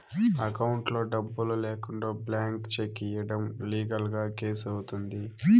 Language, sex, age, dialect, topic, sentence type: Telugu, male, 18-24, Southern, banking, statement